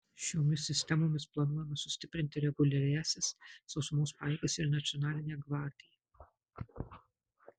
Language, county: Lithuanian, Marijampolė